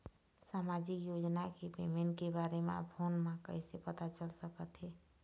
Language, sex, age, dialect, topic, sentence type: Chhattisgarhi, female, 46-50, Eastern, banking, question